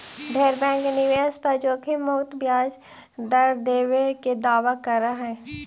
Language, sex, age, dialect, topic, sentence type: Magahi, female, 18-24, Central/Standard, banking, statement